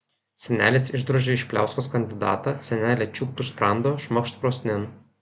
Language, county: Lithuanian, Kaunas